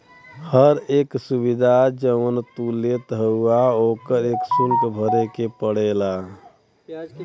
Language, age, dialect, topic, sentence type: Bhojpuri, 25-30, Western, banking, statement